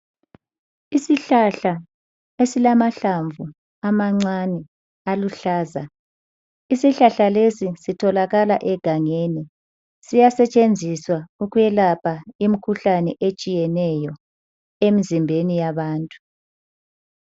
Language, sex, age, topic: North Ndebele, female, 18-24, health